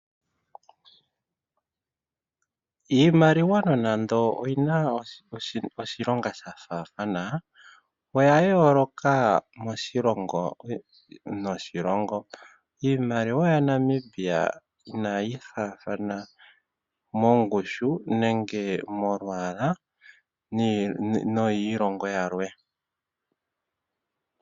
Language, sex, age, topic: Oshiwambo, male, 25-35, finance